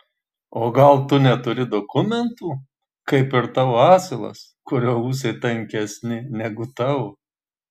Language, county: Lithuanian, Marijampolė